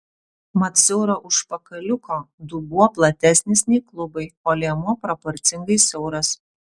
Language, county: Lithuanian, Utena